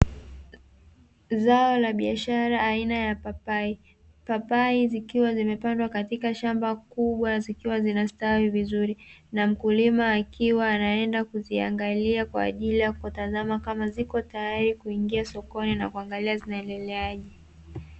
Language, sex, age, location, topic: Swahili, female, 18-24, Dar es Salaam, agriculture